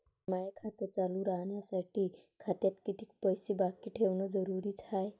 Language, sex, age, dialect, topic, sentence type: Marathi, female, 25-30, Varhadi, banking, question